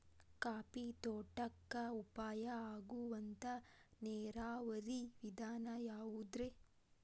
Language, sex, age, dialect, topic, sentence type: Kannada, female, 18-24, Dharwad Kannada, agriculture, question